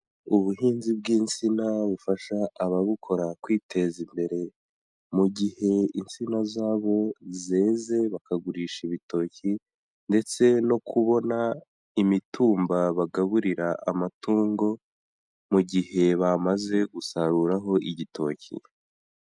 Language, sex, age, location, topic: Kinyarwanda, male, 18-24, Huye, agriculture